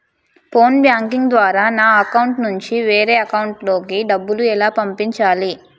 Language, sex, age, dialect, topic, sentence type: Telugu, female, 25-30, Utterandhra, banking, question